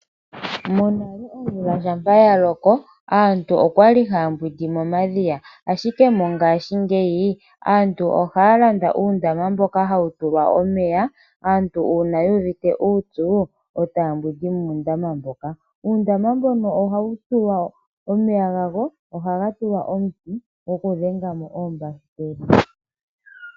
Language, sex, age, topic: Oshiwambo, female, 25-35, agriculture